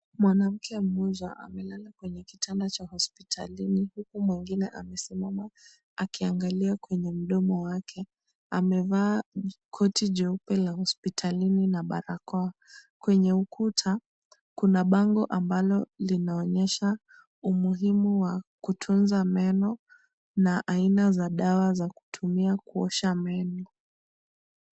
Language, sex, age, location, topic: Swahili, female, 18-24, Kisumu, health